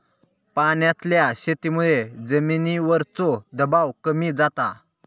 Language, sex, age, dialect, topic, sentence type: Marathi, male, 18-24, Southern Konkan, agriculture, statement